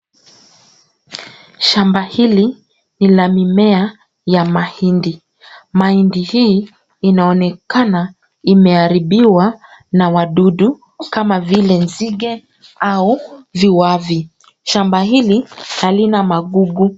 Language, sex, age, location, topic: Swahili, female, 25-35, Kisumu, agriculture